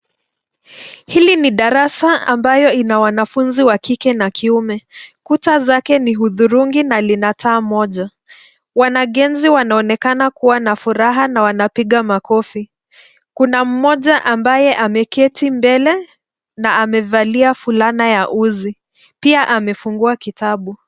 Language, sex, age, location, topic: Swahili, female, 25-35, Nairobi, education